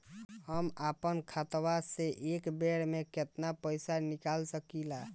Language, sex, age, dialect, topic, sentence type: Bhojpuri, male, 18-24, Northern, banking, question